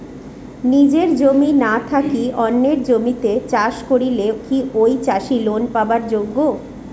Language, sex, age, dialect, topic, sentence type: Bengali, female, 36-40, Rajbangshi, agriculture, question